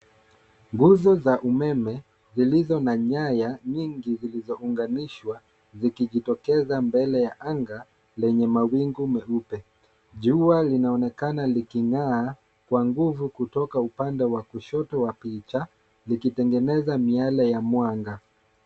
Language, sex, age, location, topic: Swahili, male, 18-24, Nairobi, government